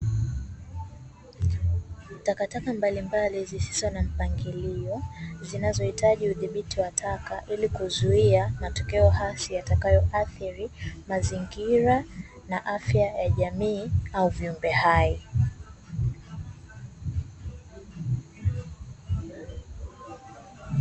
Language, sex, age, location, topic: Swahili, female, 18-24, Dar es Salaam, government